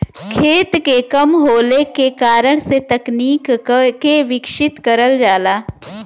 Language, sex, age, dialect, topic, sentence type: Bhojpuri, female, 25-30, Western, agriculture, statement